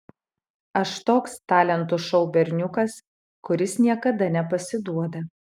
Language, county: Lithuanian, Utena